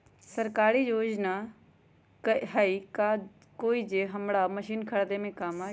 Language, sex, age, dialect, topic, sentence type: Magahi, female, 31-35, Western, agriculture, question